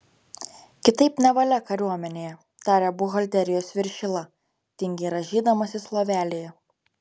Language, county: Lithuanian, Telšiai